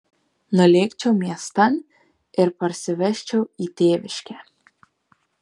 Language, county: Lithuanian, Marijampolė